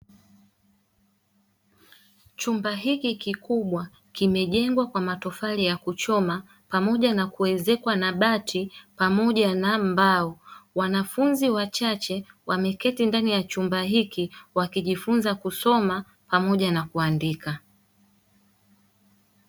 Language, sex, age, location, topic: Swahili, female, 18-24, Dar es Salaam, education